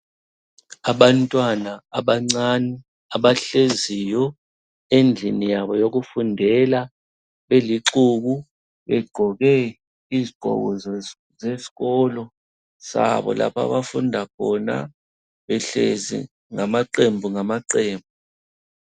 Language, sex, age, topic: North Ndebele, male, 36-49, education